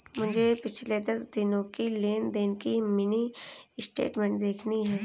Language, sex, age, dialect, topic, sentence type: Hindi, female, 18-24, Kanauji Braj Bhasha, banking, statement